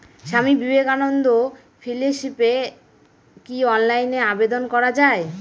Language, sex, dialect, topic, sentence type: Bengali, female, Northern/Varendri, banking, question